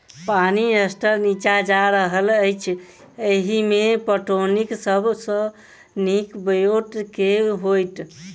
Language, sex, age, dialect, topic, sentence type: Maithili, male, 18-24, Southern/Standard, agriculture, question